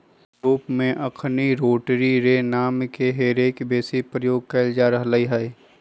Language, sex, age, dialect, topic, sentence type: Magahi, male, 25-30, Western, agriculture, statement